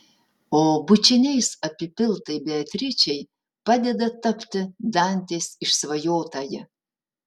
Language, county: Lithuanian, Utena